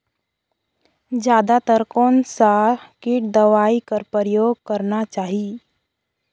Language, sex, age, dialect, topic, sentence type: Chhattisgarhi, female, 18-24, Northern/Bhandar, agriculture, question